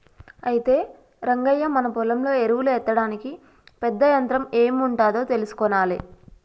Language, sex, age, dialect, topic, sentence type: Telugu, female, 25-30, Telangana, agriculture, statement